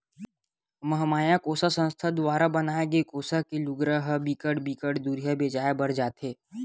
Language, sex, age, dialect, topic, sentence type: Chhattisgarhi, male, 25-30, Western/Budati/Khatahi, banking, statement